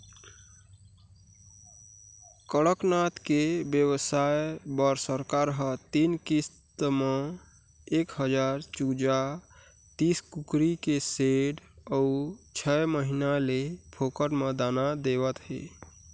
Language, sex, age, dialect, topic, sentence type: Chhattisgarhi, male, 41-45, Eastern, agriculture, statement